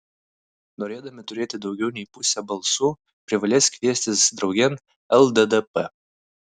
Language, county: Lithuanian, Vilnius